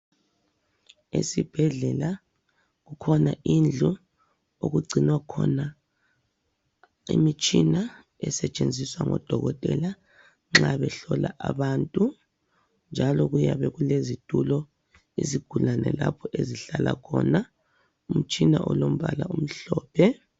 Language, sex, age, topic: North Ndebele, female, 25-35, health